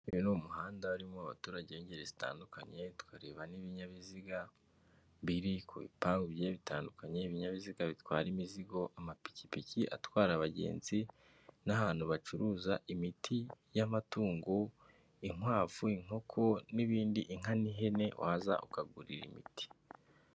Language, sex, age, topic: Kinyarwanda, female, 18-24, government